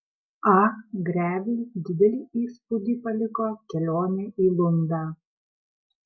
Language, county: Lithuanian, Kaunas